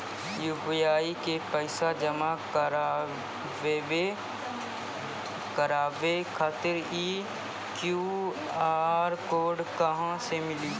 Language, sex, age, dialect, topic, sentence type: Maithili, female, 36-40, Angika, banking, question